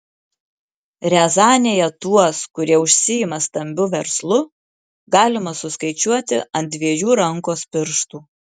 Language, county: Lithuanian, Marijampolė